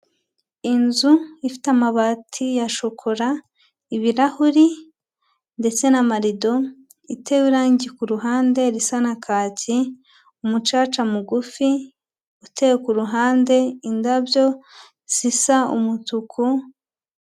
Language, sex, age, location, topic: Kinyarwanda, female, 25-35, Huye, education